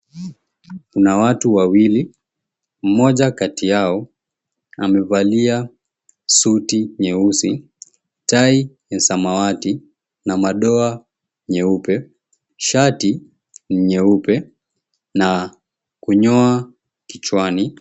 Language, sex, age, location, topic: Swahili, male, 18-24, Mombasa, government